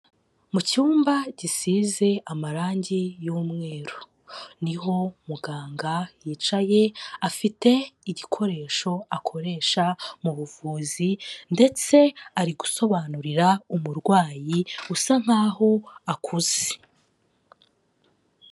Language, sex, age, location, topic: Kinyarwanda, female, 25-35, Kigali, health